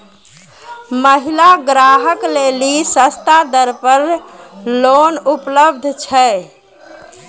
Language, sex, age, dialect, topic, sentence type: Maithili, female, 41-45, Angika, banking, question